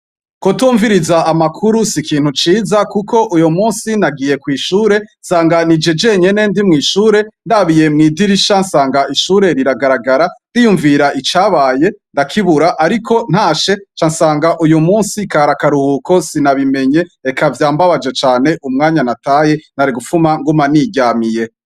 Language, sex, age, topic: Rundi, male, 25-35, education